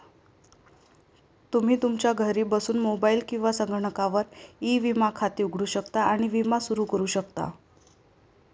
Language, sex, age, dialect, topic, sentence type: Marathi, female, 18-24, Varhadi, banking, statement